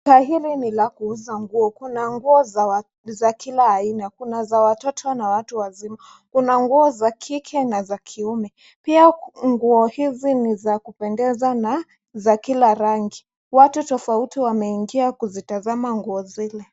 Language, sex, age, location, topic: Swahili, male, 25-35, Nairobi, finance